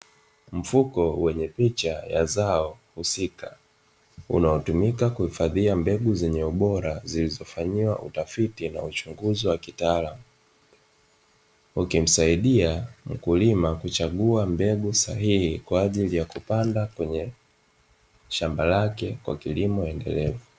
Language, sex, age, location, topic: Swahili, male, 25-35, Dar es Salaam, agriculture